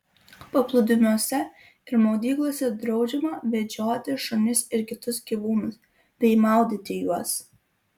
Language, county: Lithuanian, Kaunas